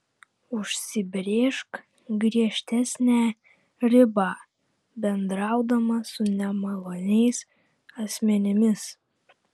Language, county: Lithuanian, Vilnius